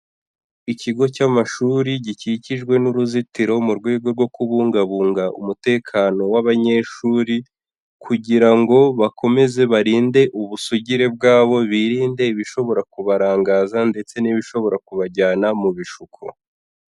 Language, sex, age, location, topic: Kinyarwanda, male, 18-24, Huye, education